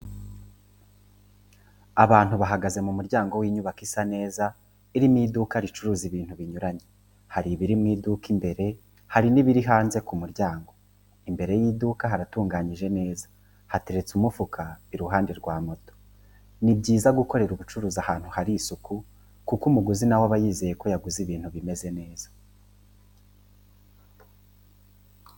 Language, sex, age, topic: Kinyarwanda, male, 25-35, education